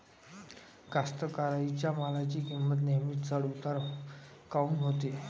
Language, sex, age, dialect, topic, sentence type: Marathi, male, 18-24, Varhadi, agriculture, question